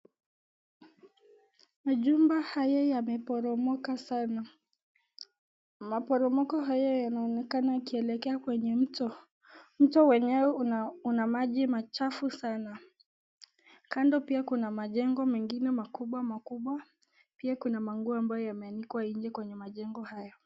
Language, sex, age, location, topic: Swahili, female, 18-24, Nakuru, health